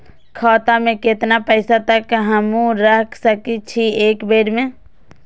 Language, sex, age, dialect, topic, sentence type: Maithili, female, 18-24, Eastern / Thethi, banking, question